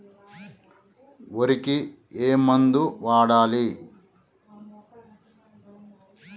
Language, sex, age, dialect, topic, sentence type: Telugu, male, 46-50, Telangana, agriculture, question